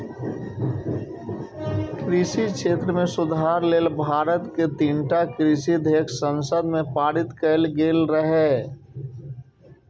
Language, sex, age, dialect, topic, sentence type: Maithili, male, 36-40, Eastern / Thethi, agriculture, statement